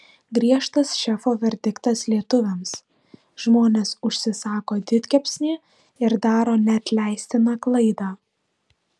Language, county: Lithuanian, Vilnius